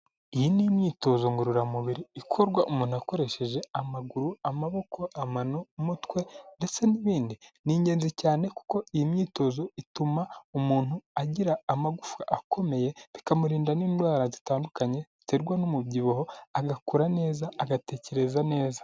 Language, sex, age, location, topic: Kinyarwanda, male, 18-24, Huye, health